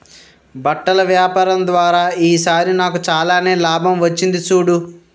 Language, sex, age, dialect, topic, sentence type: Telugu, male, 60-100, Utterandhra, banking, statement